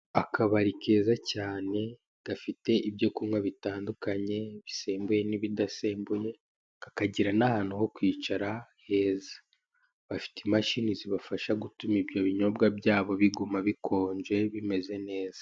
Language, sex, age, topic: Kinyarwanda, male, 18-24, finance